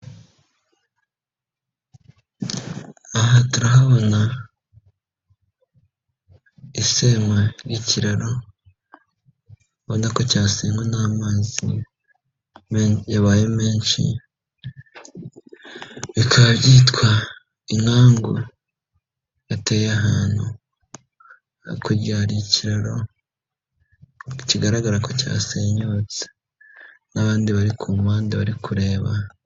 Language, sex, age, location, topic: Kinyarwanda, male, 25-35, Nyagatare, government